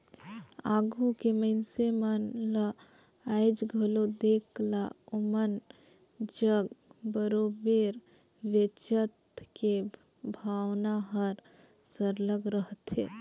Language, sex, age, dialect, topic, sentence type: Chhattisgarhi, female, 18-24, Northern/Bhandar, banking, statement